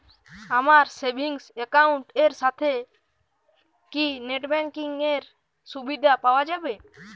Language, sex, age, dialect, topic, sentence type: Bengali, male, 18-24, Jharkhandi, banking, question